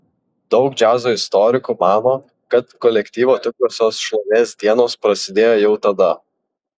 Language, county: Lithuanian, Vilnius